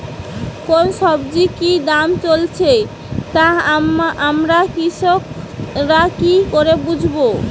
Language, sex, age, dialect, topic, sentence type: Bengali, female, 18-24, Rajbangshi, agriculture, question